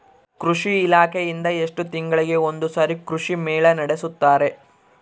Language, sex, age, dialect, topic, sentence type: Kannada, male, 41-45, Central, agriculture, question